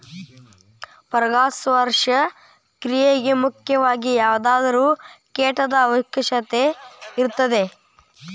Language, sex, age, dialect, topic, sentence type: Kannada, male, 18-24, Dharwad Kannada, agriculture, statement